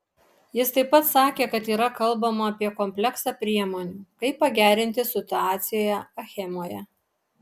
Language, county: Lithuanian, Alytus